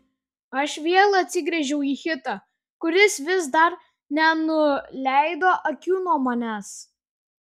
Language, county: Lithuanian, Šiauliai